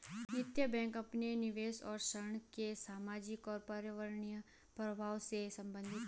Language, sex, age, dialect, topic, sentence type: Hindi, female, 25-30, Garhwali, banking, statement